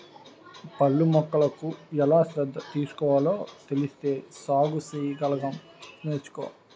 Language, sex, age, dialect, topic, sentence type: Telugu, male, 31-35, Utterandhra, agriculture, statement